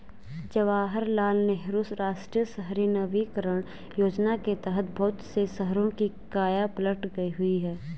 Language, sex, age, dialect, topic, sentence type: Hindi, female, 18-24, Garhwali, banking, statement